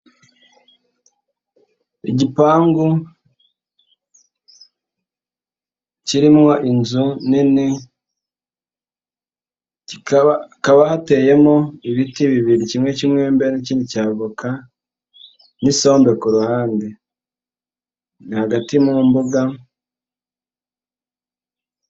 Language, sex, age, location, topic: Kinyarwanda, female, 18-24, Nyagatare, agriculture